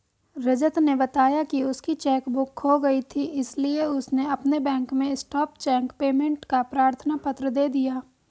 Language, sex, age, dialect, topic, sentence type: Hindi, female, 18-24, Hindustani Malvi Khadi Boli, banking, statement